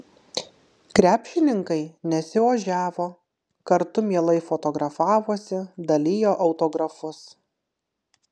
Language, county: Lithuanian, Kaunas